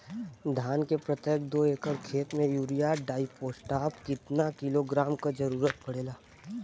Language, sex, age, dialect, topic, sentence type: Bhojpuri, female, 18-24, Western, agriculture, question